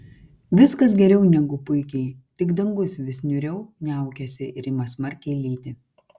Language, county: Lithuanian, Kaunas